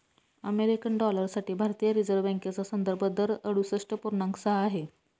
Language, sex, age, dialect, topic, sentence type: Marathi, female, 25-30, Northern Konkan, banking, statement